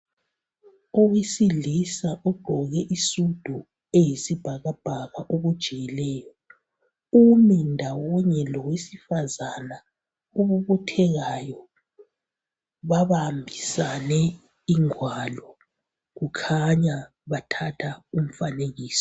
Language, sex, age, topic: North Ndebele, female, 25-35, health